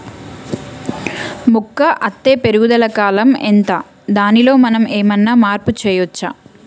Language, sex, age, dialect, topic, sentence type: Telugu, female, 31-35, Telangana, agriculture, question